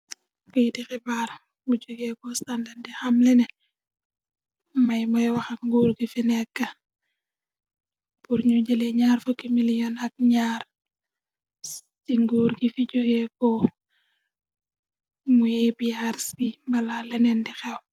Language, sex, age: Wolof, female, 25-35